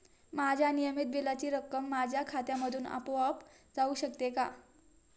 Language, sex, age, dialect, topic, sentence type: Marathi, female, 18-24, Standard Marathi, banking, question